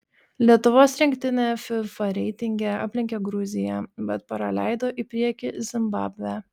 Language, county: Lithuanian, Šiauliai